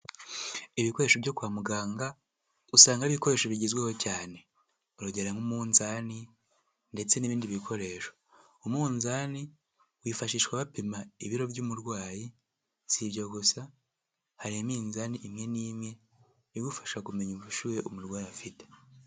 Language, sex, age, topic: Kinyarwanda, male, 18-24, health